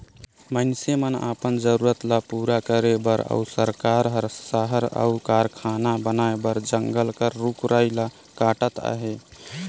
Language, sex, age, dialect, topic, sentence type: Chhattisgarhi, male, 18-24, Northern/Bhandar, agriculture, statement